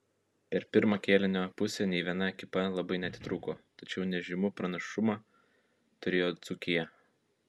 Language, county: Lithuanian, Kaunas